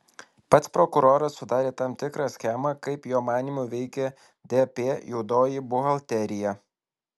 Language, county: Lithuanian, Alytus